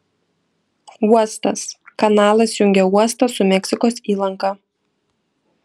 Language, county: Lithuanian, Vilnius